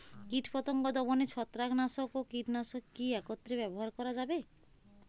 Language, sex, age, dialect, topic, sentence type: Bengali, female, 36-40, Rajbangshi, agriculture, question